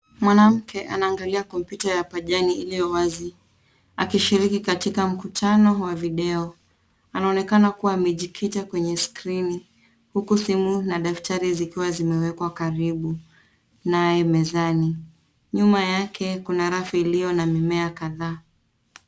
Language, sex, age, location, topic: Swahili, female, 25-35, Nairobi, education